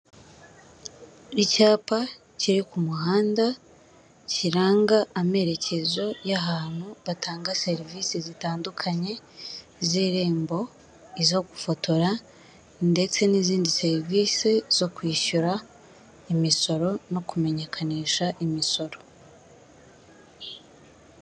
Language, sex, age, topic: Kinyarwanda, male, 36-49, government